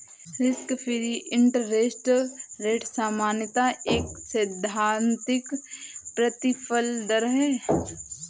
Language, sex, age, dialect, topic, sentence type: Hindi, female, 18-24, Awadhi Bundeli, banking, statement